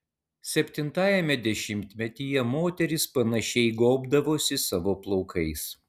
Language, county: Lithuanian, Utena